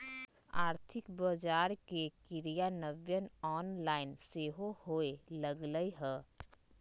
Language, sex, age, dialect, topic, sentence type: Magahi, female, 25-30, Western, banking, statement